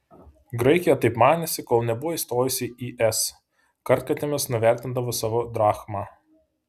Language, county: Lithuanian, Panevėžys